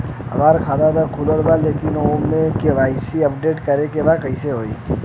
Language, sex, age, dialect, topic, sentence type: Bhojpuri, male, 18-24, Western, banking, question